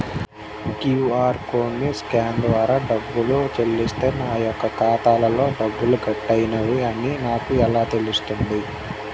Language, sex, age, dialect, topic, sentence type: Telugu, male, 18-24, Central/Coastal, banking, question